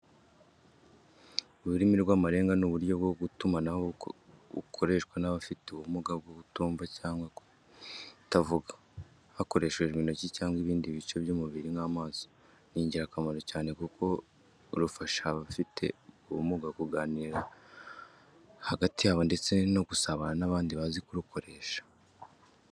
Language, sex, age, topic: Kinyarwanda, male, 25-35, education